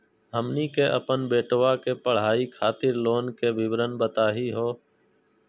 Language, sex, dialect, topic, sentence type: Magahi, male, Southern, banking, question